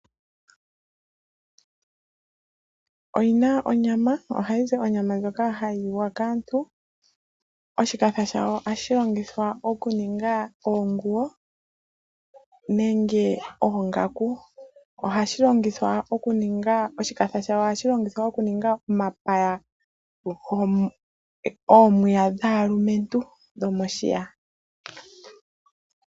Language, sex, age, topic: Oshiwambo, female, 25-35, agriculture